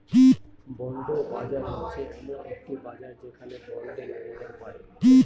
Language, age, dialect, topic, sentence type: Bengali, 60-100, Northern/Varendri, banking, statement